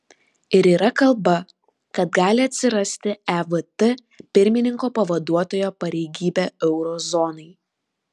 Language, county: Lithuanian, Vilnius